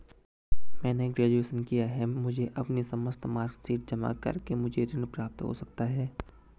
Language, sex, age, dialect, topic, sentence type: Hindi, male, 18-24, Garhwali, banking, question